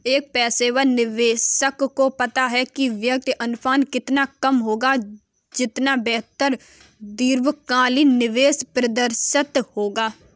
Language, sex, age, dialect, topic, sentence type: Hindi, female, 18-24, Kanauji Braj Bhasha, banking, statement